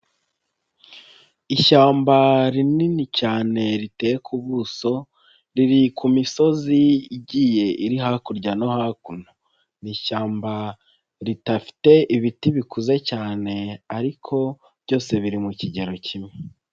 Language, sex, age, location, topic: Kinyarwanda, female, 25-35, Nyagatare, agriculture